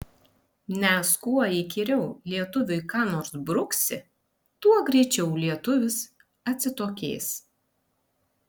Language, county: Lithuanian, Panevėžys